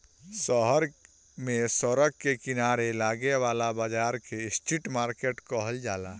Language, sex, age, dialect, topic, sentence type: Bhojpuri, male, 18-24, Northern, agriculture, statement